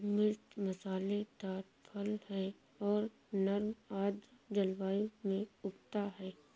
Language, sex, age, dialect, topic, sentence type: Hindi, female, 36-40, Awadhi Bundeli, agriculture, statement